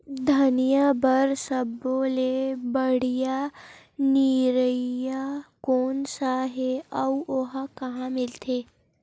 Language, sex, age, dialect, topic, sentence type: Chhattisgarhi, female, 18-24, Western/Budati/Khatahi, agriculture, question